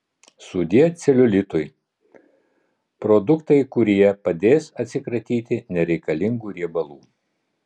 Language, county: Lithuanian, Vilnius